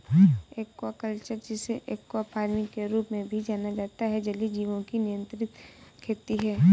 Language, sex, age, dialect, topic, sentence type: Hindi, female, 25-30, Awadhi Bundeli, agriculture, statement